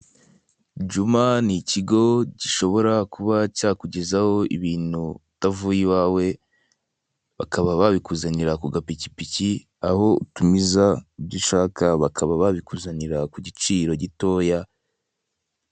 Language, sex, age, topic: Kinyarwanda, male, 18-24, finance